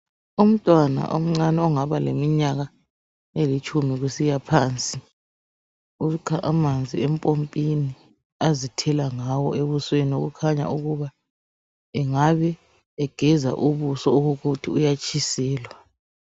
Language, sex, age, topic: North Ndebele, female, 36-49, health